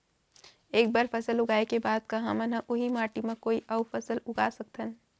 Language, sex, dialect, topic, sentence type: Chhattisgarhi, female, Central, agriculture, question